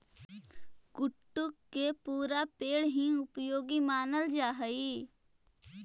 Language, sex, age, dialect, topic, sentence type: Magahi, female, 18-24, Central/Standard, agriculture, statement